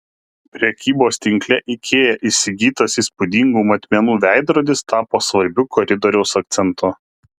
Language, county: Lithuanian, Kaunas